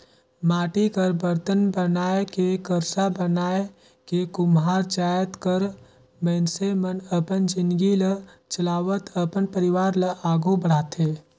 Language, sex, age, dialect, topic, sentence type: Chhattisgarhi, male, 18-24, Northern/Bhandar, banking, statement